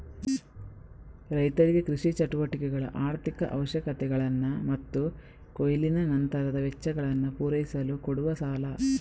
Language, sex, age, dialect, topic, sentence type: Kannada, female, 25-30, Coastal/Dakshin, agriculture, statement